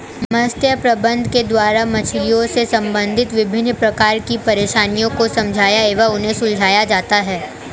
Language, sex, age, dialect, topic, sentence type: Hindi, male, 18-24, Marwari Dhudhari, agriculture, statement